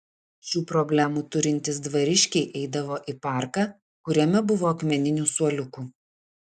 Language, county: Lithuanian, Utena